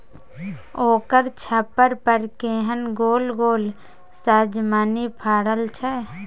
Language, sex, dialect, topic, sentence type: Maithili, female, Bajjika, agriculture, statement